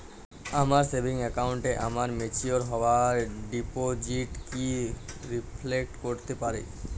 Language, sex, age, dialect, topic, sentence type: Bengali, male, 18-24, Jharkhandi, banking, question